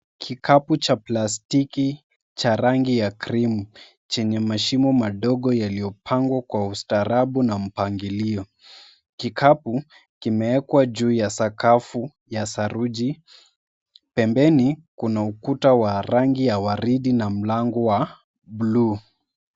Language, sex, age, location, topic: Swahili, male, 25-35, Mombasa, government